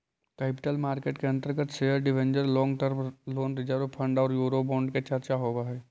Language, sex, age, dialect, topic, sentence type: Magahi, male, 18-24, Central/Standard, agriculture, statement